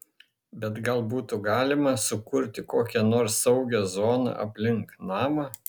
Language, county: Lithuanian, Šiauliai